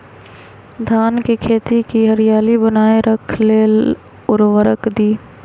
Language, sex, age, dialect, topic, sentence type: Magahi, female, 31-35, Western, agriculture, question